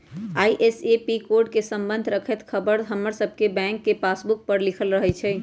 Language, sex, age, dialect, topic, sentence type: Magahi, male, 31-35, Western, banking, statement